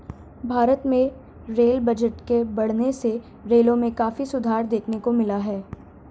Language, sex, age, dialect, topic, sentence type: Hindi, female, 36-40, Marwari Dhudhari, banking, statement